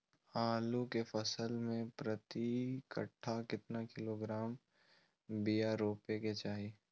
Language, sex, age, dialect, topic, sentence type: Magahi, male, 18-24, Southern, agriculture, question